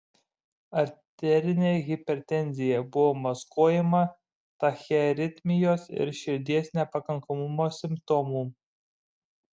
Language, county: Lithuanian, Šiauliai